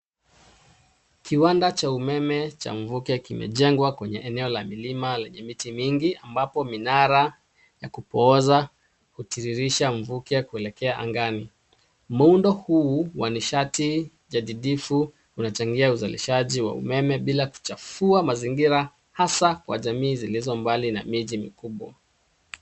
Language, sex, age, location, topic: Swahili, male, 36-49, Nairobi, government